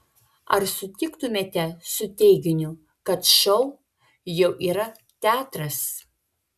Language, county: Lithuanian, Vilnius